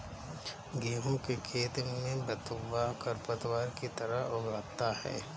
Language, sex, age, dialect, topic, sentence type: Hindi, male, 25-30, Kanauji Braj Bhasha, agriculture, statement